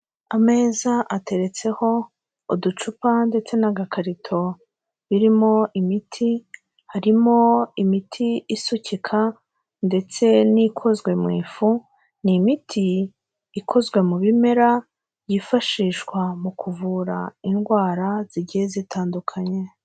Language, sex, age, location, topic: Kinyarwanda, female, 36-49, Kigali, health